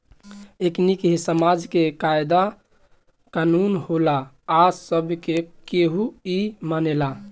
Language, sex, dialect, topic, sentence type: Bhojpuri, male, Southern / Standard, agriculture, statement